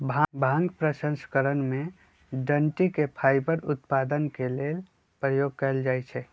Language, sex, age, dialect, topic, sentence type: Magahi, male, 25-30, Western, agriculture, statement